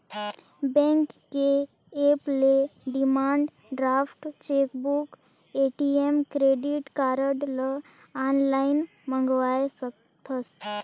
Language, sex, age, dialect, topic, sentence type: Chhattisgarhi, female, 18-24, Northern/Bhandar, banking, statement